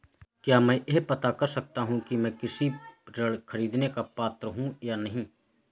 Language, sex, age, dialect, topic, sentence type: Hindi, male, 25-30, Awadhi Bundeli, banking, question